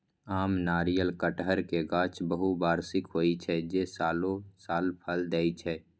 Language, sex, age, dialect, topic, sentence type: Maithili, male, 25-30, Eastern / Thethi, agriculture, statement